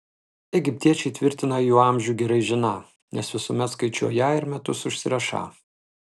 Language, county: Lithuanian, Telšiai